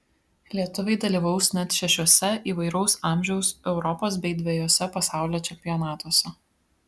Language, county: Lithuanian, Vilnius